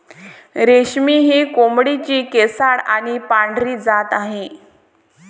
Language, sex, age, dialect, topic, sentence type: Marathi, female, 18-24, Varhadi, agriculture, statement